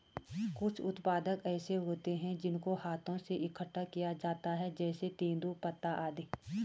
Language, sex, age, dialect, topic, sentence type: Hindi, female, 36-40, Garhwali, agriculture, statement